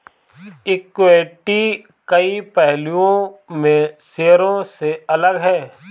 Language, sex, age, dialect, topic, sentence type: Hindi, male, 25-30, Awadhi Bundeli, banking, statement